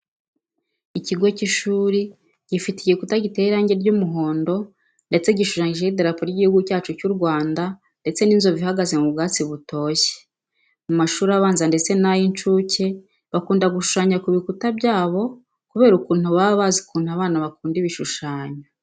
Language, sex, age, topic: Kinyarwanda, female, 36-49, education